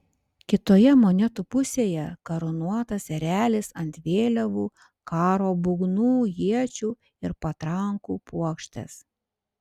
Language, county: Lithuanian, Panevėžys